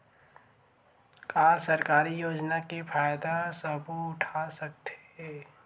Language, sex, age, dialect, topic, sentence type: Chhattisgarhi, male, 18-24, Western/Budati/Khatahi, banking, question